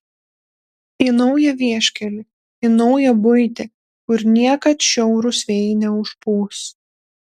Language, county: Lithuanian, Panevėžys